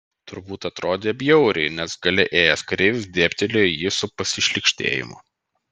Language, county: Lithuanian, Vilnius